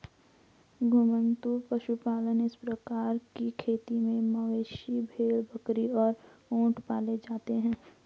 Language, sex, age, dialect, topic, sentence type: Hindi, female, 25-30, Garhwali, agriculture, statement